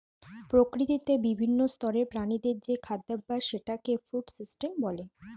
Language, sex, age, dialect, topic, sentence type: Bengali, female, 25-30, Western, agriculture, statement